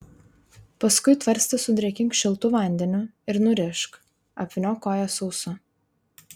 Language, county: Lithuanian, Vilnius